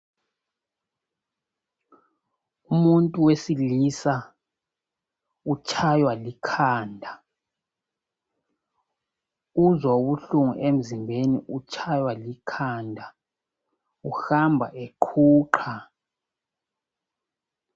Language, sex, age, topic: North Ndebele, male, 36-49, health